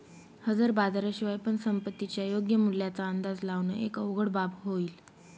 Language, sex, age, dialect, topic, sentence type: Marathi, female, 18-24, Northern Konkan, banking, statement